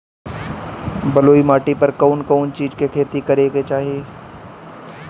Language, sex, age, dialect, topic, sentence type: Bhojpuri, male, 25-30, Northern, agriculture, question